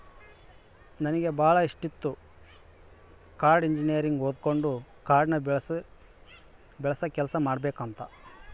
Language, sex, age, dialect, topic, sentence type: Kannada, male, 25-30, Central, agriculture, statement